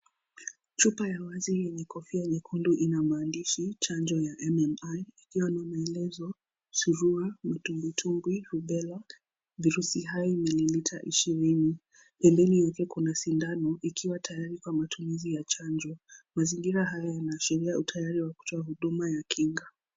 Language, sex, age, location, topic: Swahili, female, 18-24, Kisii, health